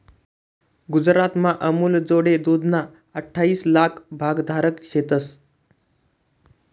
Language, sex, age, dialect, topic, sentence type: Marathi, male, 18-24, Northern Konkan, agriculture, statement